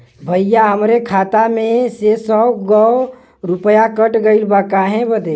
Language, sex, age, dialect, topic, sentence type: Bhojpuri, male, 18-24, Western, banking, question